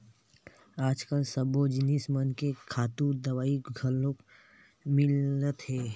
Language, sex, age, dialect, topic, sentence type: Chhattisgarhi, male, 18-24, Western/Budati/Khatahi, agriculture, statement